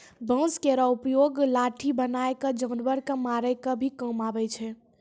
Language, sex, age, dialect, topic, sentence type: Maithili, male, 18-24, Angika, agriculture, statement